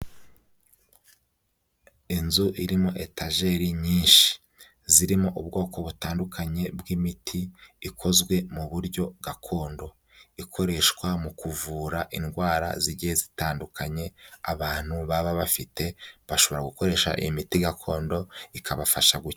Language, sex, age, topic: Kinyarwanda, male, 18-24, health